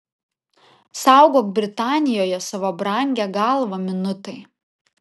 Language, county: Lithuanian, Vilnius